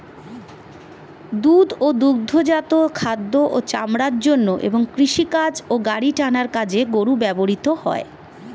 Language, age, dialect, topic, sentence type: Bengali, 41-45, Standard Colloquial, agriculture, statement